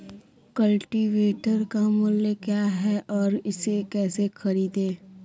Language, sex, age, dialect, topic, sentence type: Hindi, female, 25-30, Kanauji Braj Bhasha, agriculture, question